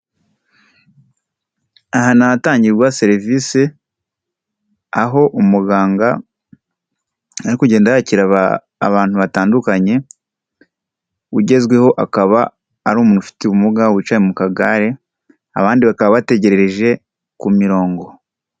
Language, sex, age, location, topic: Kinyarwanda, male, 18-24, Kigali, health